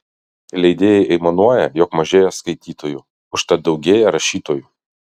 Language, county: Lithuanian, Kaunas